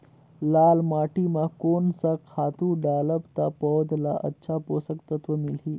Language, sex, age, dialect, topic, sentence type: Chhattisgarhi, male, 18-24, Northern/Bhandar, agriculture, question